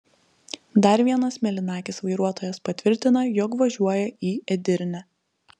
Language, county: Lithuanian, Telšiai